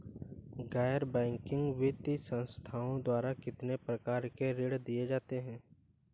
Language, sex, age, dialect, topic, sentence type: Hindi, male, 18-24, Awadhi Bundeli, banking, question